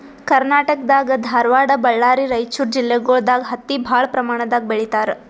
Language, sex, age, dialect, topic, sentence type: Kannada, female, 18-24, Northeastern, agriculture, statement